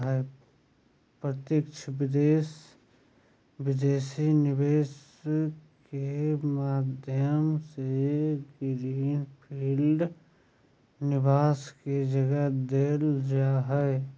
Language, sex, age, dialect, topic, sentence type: Magahi, male, 31-35, Southern, banking, statement